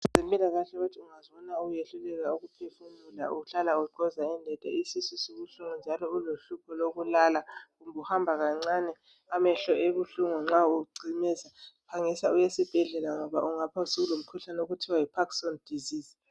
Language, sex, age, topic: North Ndebele, female, 36-49, health